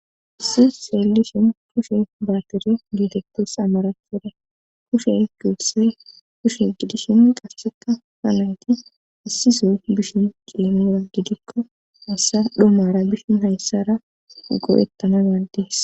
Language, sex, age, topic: Gamo, female, 25-35, government